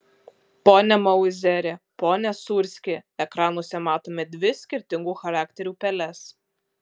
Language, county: Lithuanian, Alytus